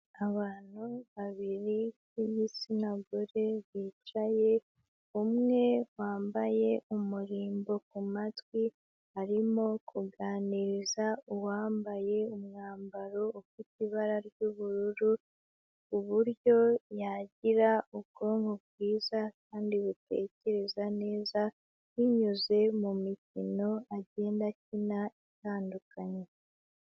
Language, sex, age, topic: Kinyarwanda, female, 18-24, health